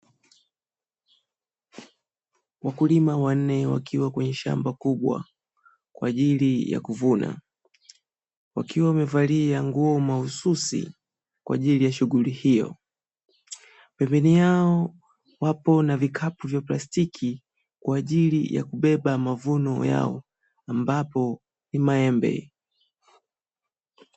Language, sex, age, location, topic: Swahili, female, 18-24, Dar es Salaam, agriculture